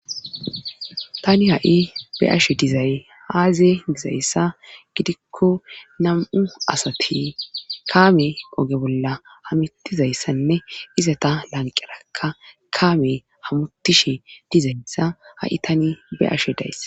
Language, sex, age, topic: Gamo, female, 25-35, government